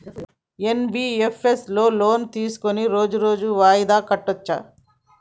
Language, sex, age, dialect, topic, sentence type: Telugu, female, 46-50, Telangana, banking, question